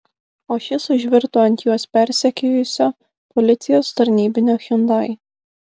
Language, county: Lithuanian, Kaunas